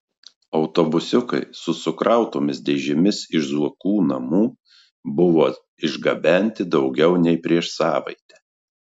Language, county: Lithuanian, Marijampolė